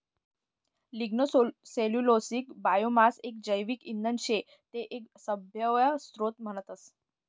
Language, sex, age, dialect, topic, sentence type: Marathi, female, 18-24, Northern Konkan, agriculture, statement